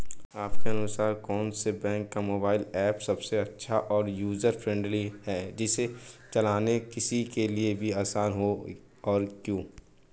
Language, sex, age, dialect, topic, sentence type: Hindi, male, 25-30, Hindustani Malvi Khadi Boli, banking, question